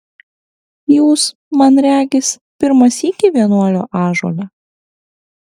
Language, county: Lithuanian, Kaunas